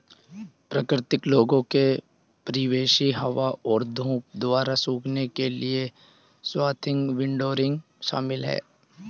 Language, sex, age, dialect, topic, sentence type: Hindi, male, 18-24, Hindustani Malvi Khadi Boli, agriculture, statement